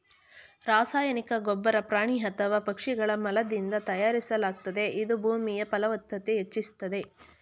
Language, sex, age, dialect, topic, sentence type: Kannada, female, 36-40, Mysore Kannada, agriculture, statement